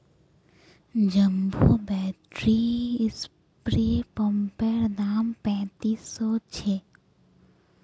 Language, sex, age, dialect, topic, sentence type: Magahi, female, 25-30, Northeastern/Surjapuri, agriculture, statement